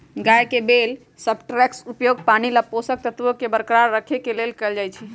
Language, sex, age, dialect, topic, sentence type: Magahi, female, 31-35, Western, agriculture, statement